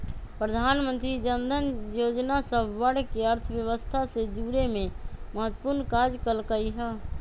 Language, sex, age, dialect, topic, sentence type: Magahi, female, 25-30, Western, banking, statement